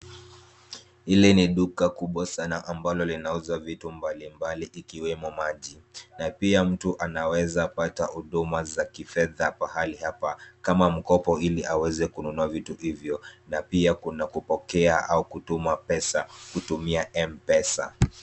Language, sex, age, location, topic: Swahili, female, 25-35, Kisumu, finance